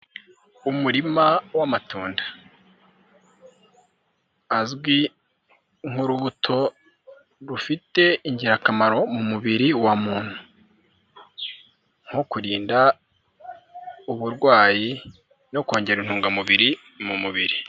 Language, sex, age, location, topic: Kinyarwanda, male, 25-35, Nyagatare, agriculture